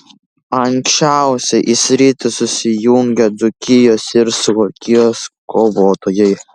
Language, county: Lithuanian, Kaunas